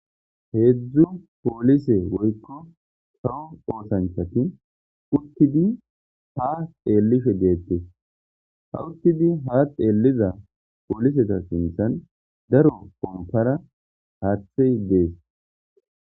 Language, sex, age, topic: Gamo, male, 25-35, government